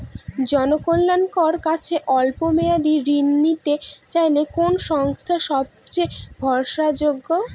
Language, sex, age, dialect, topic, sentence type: Bengali, female, <18, Northern/Varendri, banking, question